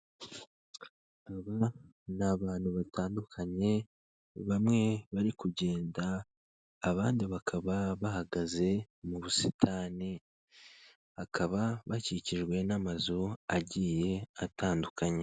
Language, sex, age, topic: Kinyarwanda, male, 25-35, government